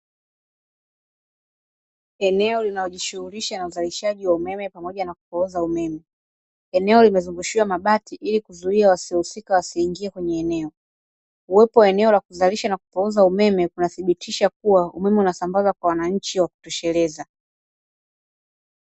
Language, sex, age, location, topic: Swahili, female, 25-35, Dar es Salaam, government